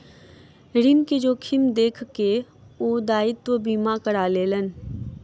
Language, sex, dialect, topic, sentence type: Maithili, female, Southern/Standard, banking, statement